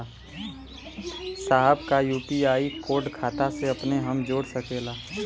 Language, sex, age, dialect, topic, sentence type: Bhojpuri, male, 18-24, Western, banking, question